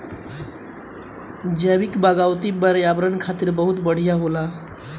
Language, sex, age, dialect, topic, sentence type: Bhojpuri, male, 18-24, Northern, agriculture, statement